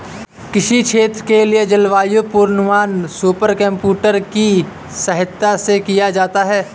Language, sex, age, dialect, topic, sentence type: Hindi, male, 18-24, Awadhi Bundeli, agriculture, statement